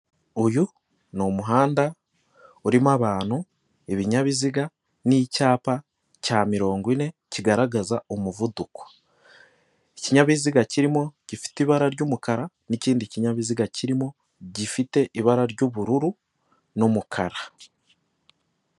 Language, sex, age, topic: Kinyarwanda, male, 18-24, government